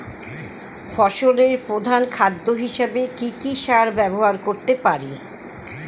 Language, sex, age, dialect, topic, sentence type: Bengali, female, 60-100, Northern/Varendri, agriculture, question